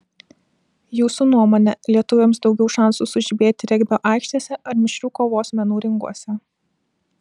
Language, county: Lithuanian, Vilnius